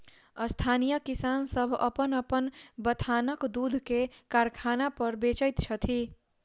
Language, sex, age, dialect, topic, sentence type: Maithili, female, 51-55, Southern/Standard, agriculture, statement